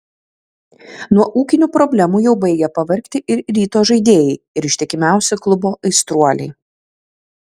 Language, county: Lithuanian, Kaunas